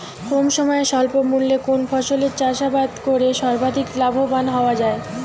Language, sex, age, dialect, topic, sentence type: Bengali, female, 18-24, Rajbangshi, agriculture, question